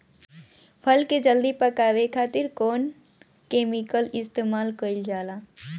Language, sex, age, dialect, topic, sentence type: Bhojpuri, female, <18, Northern, agriculture, question